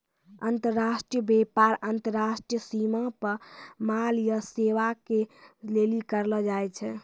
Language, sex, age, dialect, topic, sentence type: Maithili, female, 18-24, Angika, banking, statement